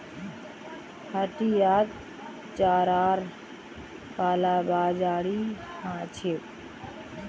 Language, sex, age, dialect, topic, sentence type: Magahi, female, 25-30, Northeastern/Surjapuri, agriculture, statement